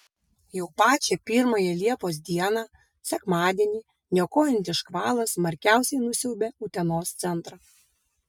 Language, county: Lithuanian, Vilnius